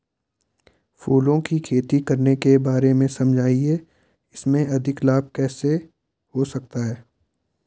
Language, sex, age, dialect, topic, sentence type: Hindi, male, 18-24, Garhwali, agriculture, question